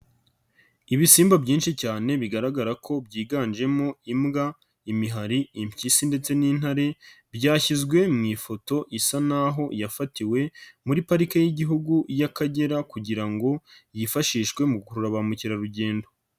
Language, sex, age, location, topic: Kinyarwanda, male, 25-35, Nyagatare, agriculture